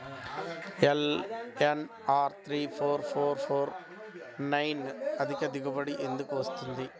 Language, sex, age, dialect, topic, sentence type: Telugu, male, 25-30, Central/Coastal, agriculture, question